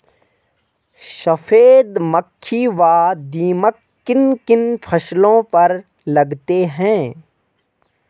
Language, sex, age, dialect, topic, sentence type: Hindi, male, 18-24, Garhwali, agriculture, question